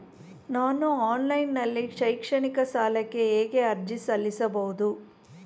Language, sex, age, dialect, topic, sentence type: Kannada, female, 51-55, Mysore Kannada, banking, question